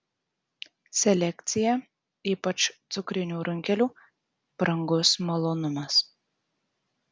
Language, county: Lithuanian, Tauragė